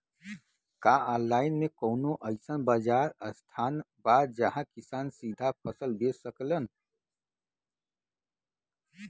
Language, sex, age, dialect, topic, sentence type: Bhojpuri, male, 41-45, Western, agriculture, statement